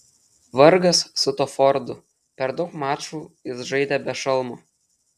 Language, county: Lithuanian, Telšiai